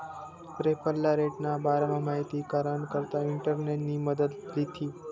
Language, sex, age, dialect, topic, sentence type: Marathi, male, 25-30, Northern Konkan, banking, statement